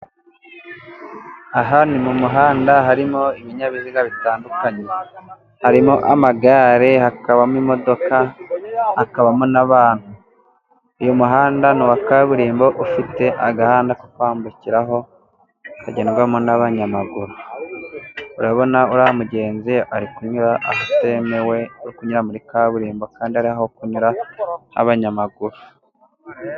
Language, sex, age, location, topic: Kinyarwanda, male, 18-24, Musanze, finance